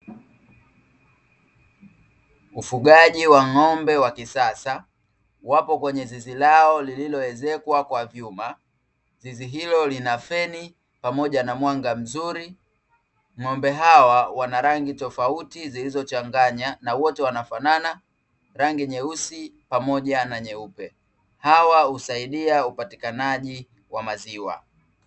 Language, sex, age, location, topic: Swahili, male, 25-35, Dar es Salaam, agriculture